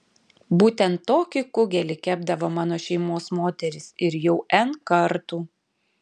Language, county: Lithuanian, Panevėžys